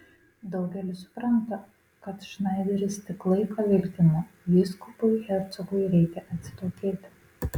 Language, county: Lithuanian, Marijampolė